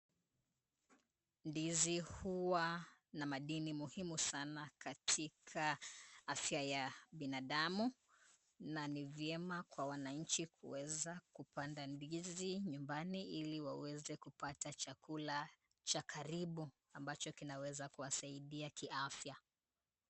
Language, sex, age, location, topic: Swahili, female, 25-35, Kisumu, agriculture